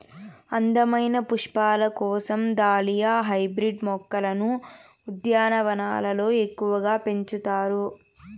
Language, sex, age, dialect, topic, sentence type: Telugu, female, 18-24, Southern, agriculture, statement